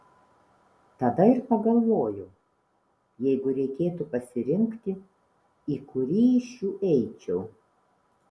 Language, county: Lithuanian, Vilnius